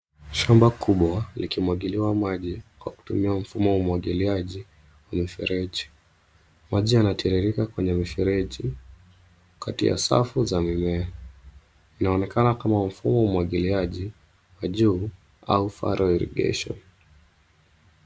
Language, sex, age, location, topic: Swahili, male, 25-35, Nairobi, agriculture